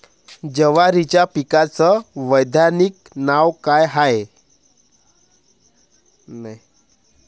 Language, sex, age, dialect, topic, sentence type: Marathi, male, 25-30, Varhadi, agriculture, question